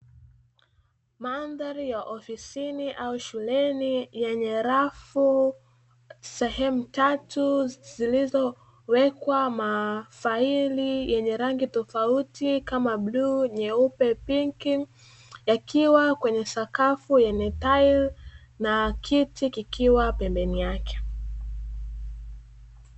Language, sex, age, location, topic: Swahili, female, 18-24, Dar es Salaam, education